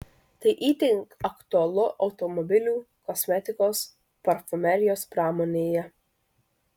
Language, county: Lithuanian, Marijampolė